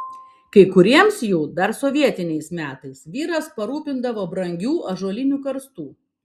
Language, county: Lithuanian, Vilnius